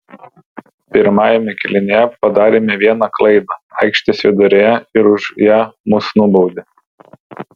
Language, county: Lithuanian, Vilnius